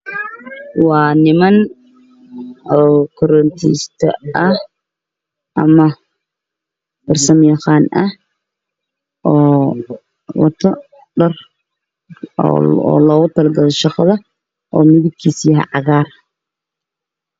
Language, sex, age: Somali, male, 18-24